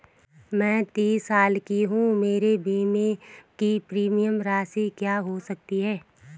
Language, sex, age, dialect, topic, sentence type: Hindi, female, 31-35, Garhwali, banking, question